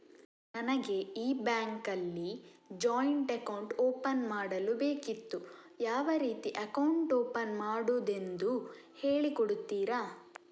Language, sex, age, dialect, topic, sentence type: Kannada, male, 36-40, Coastal/Dakshin, banking, question